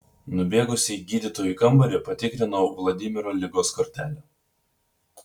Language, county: Lithuanian, Vilnius